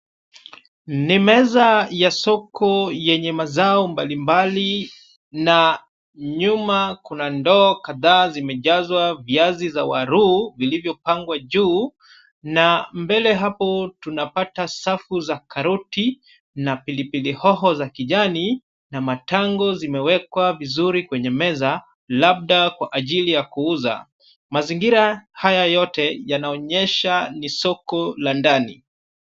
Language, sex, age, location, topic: Swahili, male, 25-35, Kisumu, finance